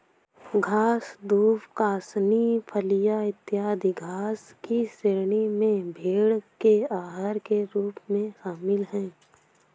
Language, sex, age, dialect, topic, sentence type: Hindi, female, 18-24, Awadhi Bundeli, agriculture, statement